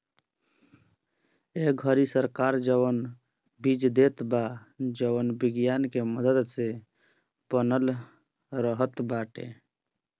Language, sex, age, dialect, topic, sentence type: Bhojpuri, male, 18-24, Northern, agriculture, statement